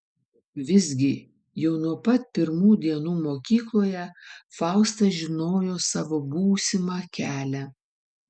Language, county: Lithuanian, Vilnius